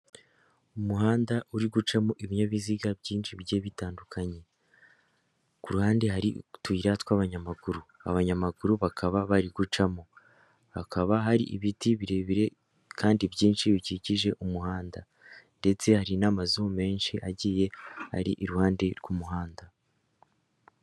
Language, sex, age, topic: Kinyarwanda, female, 25-35, government